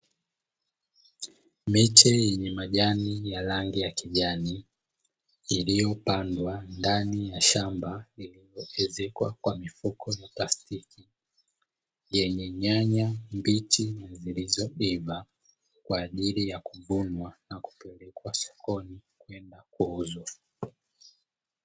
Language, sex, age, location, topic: Swahili, male, 25-35, Dar es Salaam, agriculture